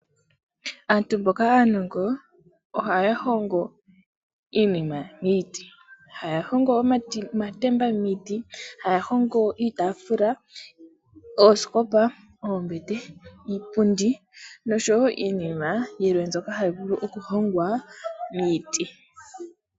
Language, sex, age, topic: Oshiwambo, female, 18-24, finance